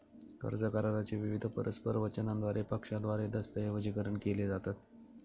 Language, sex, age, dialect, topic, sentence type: Marathi, male, 25-30, Northern Konkan, banking, statement